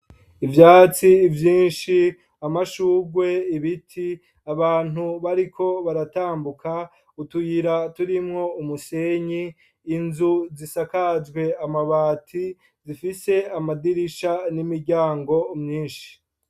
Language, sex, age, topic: Rundi, male, 25-35, education